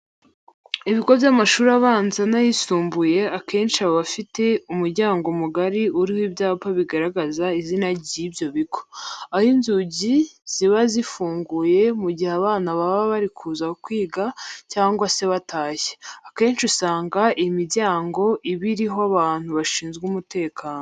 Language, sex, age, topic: Kinyarwanda, female, 25-35, education